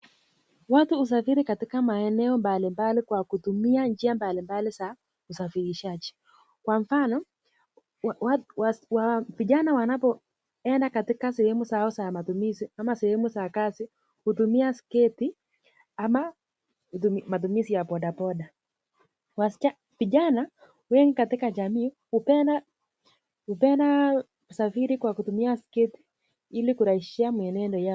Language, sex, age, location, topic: Swahili, female, 18-24, Nakuru, finance